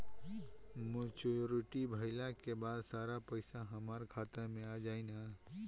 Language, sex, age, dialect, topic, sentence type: Bhojpuri, male, 18-24, Northern, banking, question